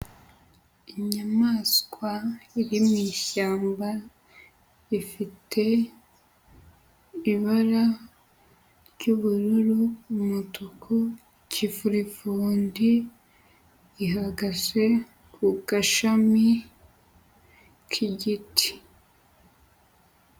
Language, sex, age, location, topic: Kinyarwanda, female, 25-35, Huye, agriculture